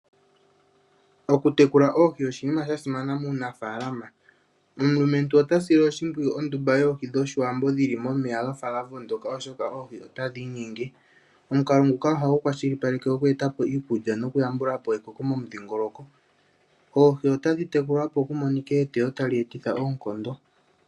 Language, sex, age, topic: Oshiwambo, male, 18-24, agriculture